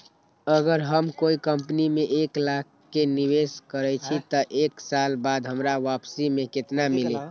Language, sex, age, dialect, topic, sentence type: Magahi, male, 25-30, Western, banking, question